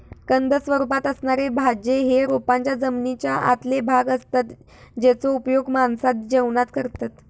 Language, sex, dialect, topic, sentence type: Marathi, female, Southern Konkan, agriculture, statement